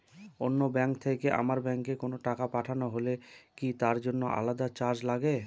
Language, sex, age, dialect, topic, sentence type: Bengali, male, 36-40, Northern/Varendri, banking, question